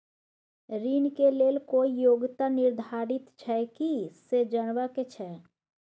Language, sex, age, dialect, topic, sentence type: Maithili, female, 25-30, Bajjika, banking, question